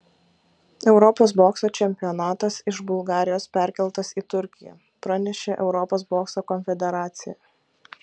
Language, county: Lithuanian, Kaunas